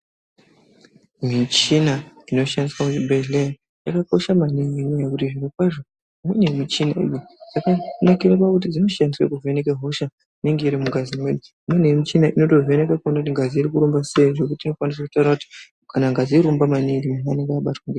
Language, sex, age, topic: Ndau, male, 50+, health